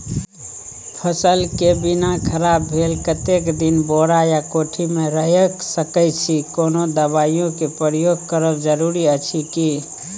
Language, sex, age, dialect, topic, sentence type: Maithili, male, 25-30, Bajjika, agriculture, question